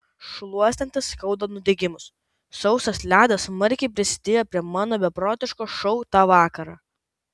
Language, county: Lithuanian, Kaunas